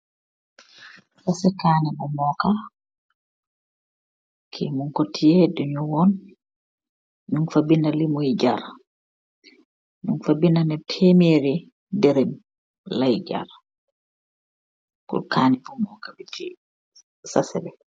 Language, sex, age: Wolof, female, 36-49